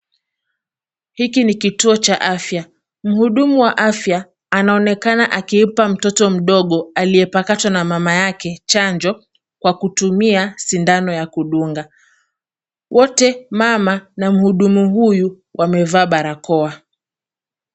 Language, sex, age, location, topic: Swahili, female, 25-35, Kisumu, health